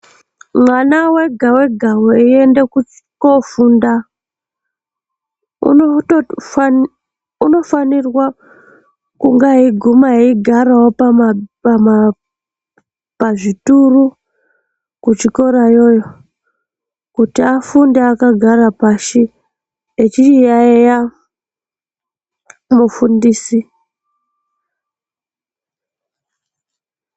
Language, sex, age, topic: Ndau, female, 25-35, education